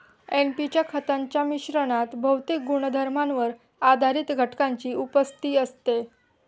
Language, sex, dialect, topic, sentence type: Marathi, female, Standard Marathi, agriculture, statement